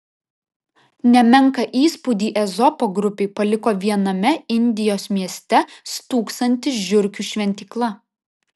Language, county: Lithuanian, Vilnius